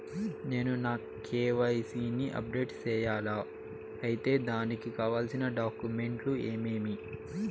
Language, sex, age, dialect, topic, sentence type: Telugu, male, 18-24, Southern, banking, question